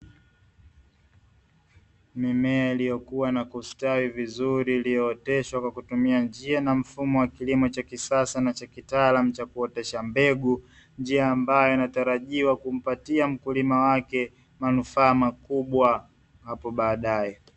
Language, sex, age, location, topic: Swahili, male, 25-35, Dar es Salaam, agriculture